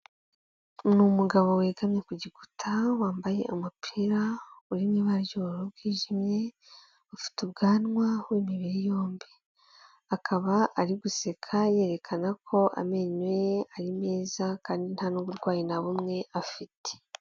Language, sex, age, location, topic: Kinyarwanda, female, 18-24, Kigali, health